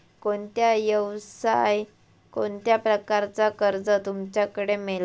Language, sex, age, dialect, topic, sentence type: Marathi, male, 18-24, Southern Konkan, banking, question